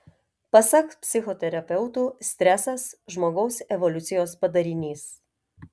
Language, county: Lithuanian, Telšiai